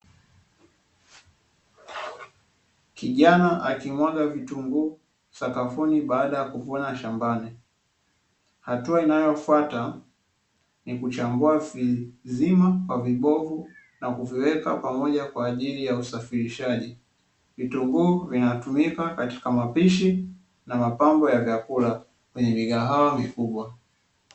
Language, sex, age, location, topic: Swahili, male, 18-24, Dar es Salaam, agriculture